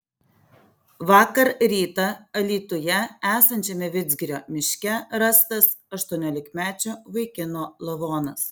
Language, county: Lithuanian, Alytus